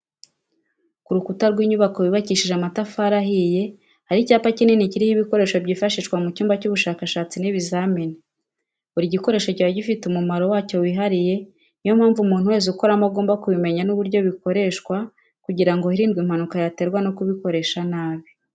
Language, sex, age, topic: Kinyarwanda, female, 36-49, education